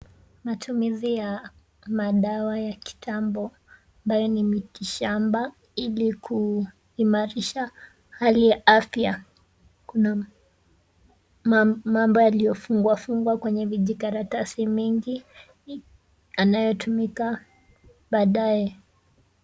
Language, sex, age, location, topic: Swahili, female, 18-24, Kisumu, health